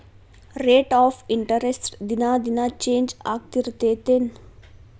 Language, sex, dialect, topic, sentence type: Kannada, female, Dharwad Kannada, banking, statement